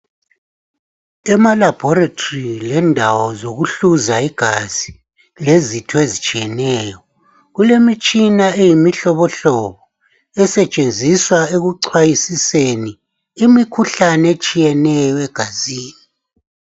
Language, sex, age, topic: North Ndebele, male, 50+, health